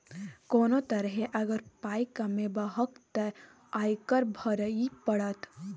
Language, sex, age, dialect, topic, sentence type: Maithili, female, 18-24, Bajjika, banking, statement